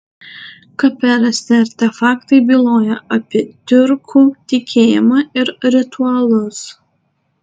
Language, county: Lithuanian, Tauragė